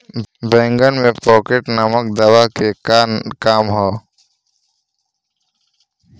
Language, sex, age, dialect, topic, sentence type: Bhojpuri, male, <18, Southern / Standard, agriculture, question